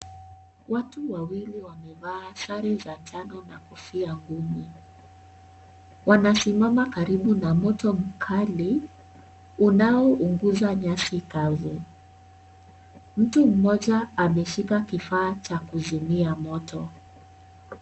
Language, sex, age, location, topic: Swahili, female, 36-49, Kisii, health